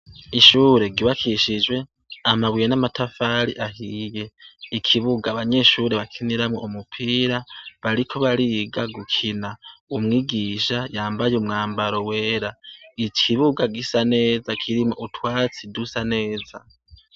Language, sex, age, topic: Rundi, male, 18-24, education